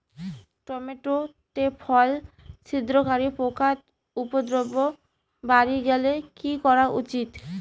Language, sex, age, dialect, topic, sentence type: Bengali, female, 25-30, Rajbangshi, agriculture, question